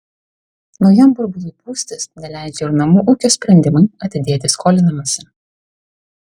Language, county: Lithuanian, Vilnius